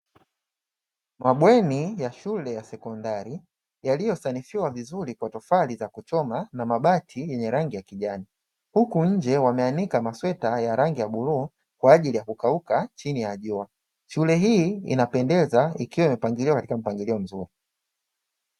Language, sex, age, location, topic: Swahili, male, 25-35, Dar es Salaam, education